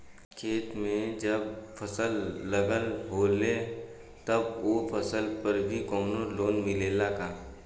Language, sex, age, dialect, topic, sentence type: Bhojpuri, male, 18-24, Western, banking, question